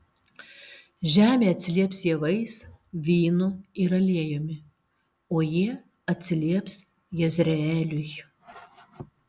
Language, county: Lithuanian, Alytus